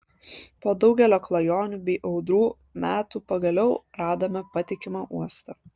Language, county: Lithuanian, Kaunas